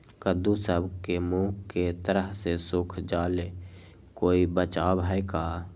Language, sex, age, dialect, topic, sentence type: Magahi, male, 18-24, Western, agriculture, question